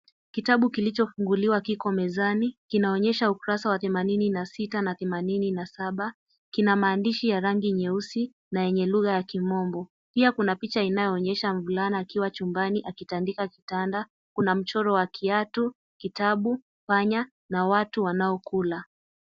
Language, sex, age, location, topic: Swahili, female, 18-24, Kisii, education